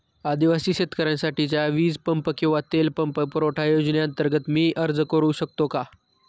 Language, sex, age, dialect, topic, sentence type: Marathi, male, 31-35, Standard Marathi, agriculture, question